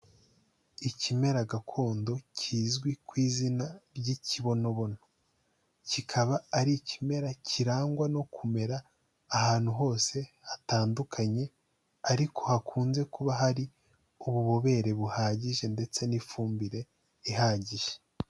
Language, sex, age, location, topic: Kinyarwanda, male, 18-24, Huye, health